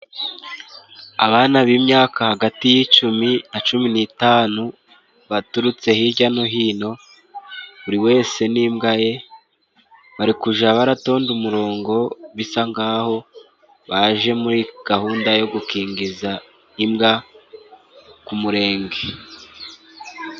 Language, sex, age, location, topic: Kinyarwanda, male, 18-24, Musanze, agriculture